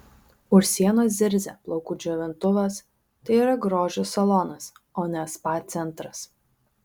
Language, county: Lithuanian, Vilnius